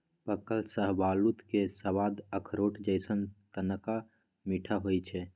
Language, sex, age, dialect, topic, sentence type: Magahi, female, 31-35, Western, agriculture, statement